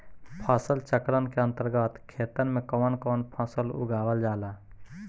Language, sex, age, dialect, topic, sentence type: Bhojpuri, male, 18-24, Southern / Standard, agriculture, question